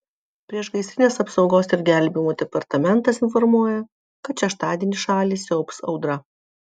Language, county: Lithuanian, Vilnius